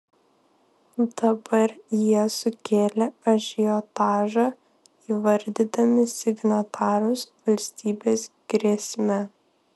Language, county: Lithuanian, Vilnius